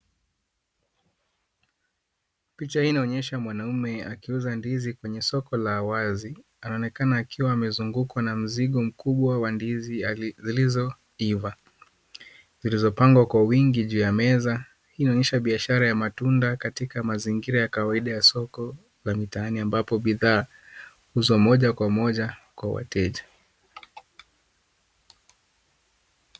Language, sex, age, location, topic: Swahili, male, 25-35, Kisumu, agriculture